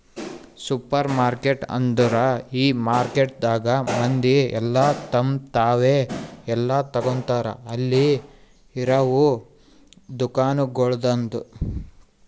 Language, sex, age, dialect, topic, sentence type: Kannada, male, 18-24, Northeastern, agriculture, statement